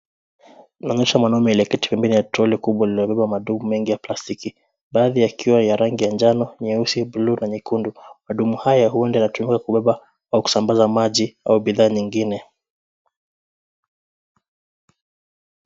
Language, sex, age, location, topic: Swahili, male, 25-35, Nairobi, government